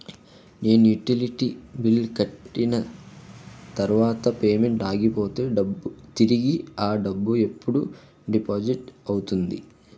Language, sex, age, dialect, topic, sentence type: Telugu, male, 18-24, Utterandhra, banking, question